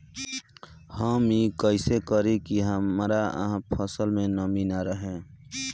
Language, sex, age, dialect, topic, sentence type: Bhojpuri, male, 25-30, Northern, agriculture, question